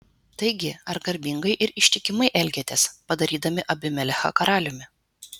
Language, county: Lithuanian, Vilnius